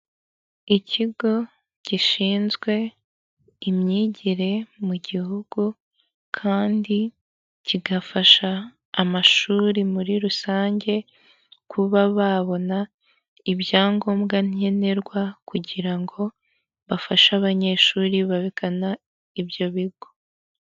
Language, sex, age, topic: Kinyarwanda, female, 18-24, government